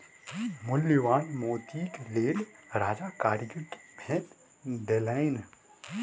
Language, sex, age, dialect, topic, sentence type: Maithili, male, 18-24, Southern/Standard, agriculture, statement